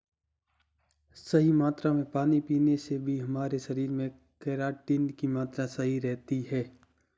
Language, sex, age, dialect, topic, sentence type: Hindi, male, 18-24, Marwari Dhudhari, agriculture, statement